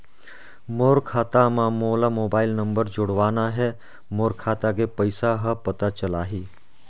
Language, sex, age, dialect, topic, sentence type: Chhattisgarhi, male, 31-35, Northern/Bhandar, banking, question